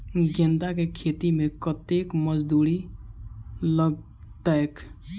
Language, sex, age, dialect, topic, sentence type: Maithili, male, 18-24, Southern/Standard, agriculture, question